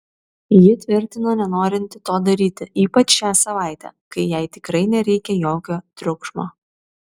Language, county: Lithuanian, Vilnius